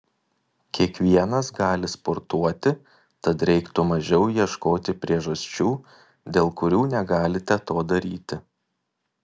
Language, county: Lithuanian, Kaunas